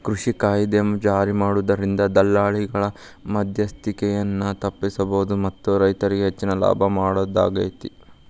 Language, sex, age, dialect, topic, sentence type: Kannada, male, 18-24, Dharwad Kannada, agriculture, statement